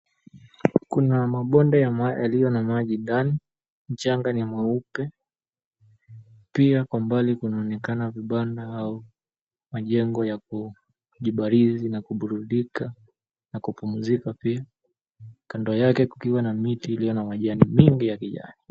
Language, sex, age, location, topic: Swahili, male, 18-24, Mombasa, agriculture